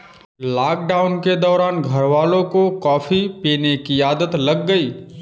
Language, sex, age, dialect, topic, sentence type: Hindi, male, 25-30, Kanauji Braj Bhasha, agriculture, statement